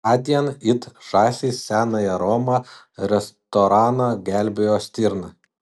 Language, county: Lithuanian, Utena